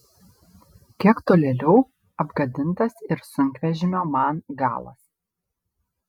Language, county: Lithuanian, Šiauliai